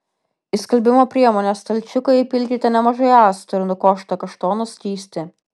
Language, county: Lithuanian, Vilnius